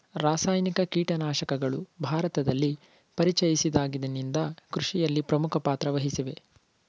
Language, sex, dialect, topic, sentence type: Kannada, male, Mysore Kannada, agriculture, statement